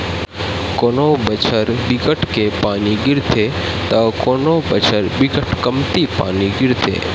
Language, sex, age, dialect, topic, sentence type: Chhattisgarhi, male, 18-24, Western/Budati/Khatahi, agriculture, statement